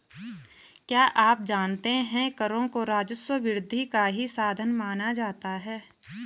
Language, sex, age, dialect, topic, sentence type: Hindi, female, 31-35, Garhwali, banking, statement